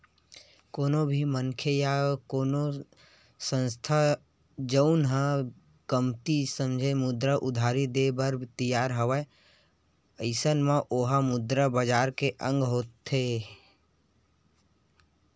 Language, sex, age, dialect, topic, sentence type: Chhattisgarhi, male, 18-24, Western/Budati/Khatahi, banking, statement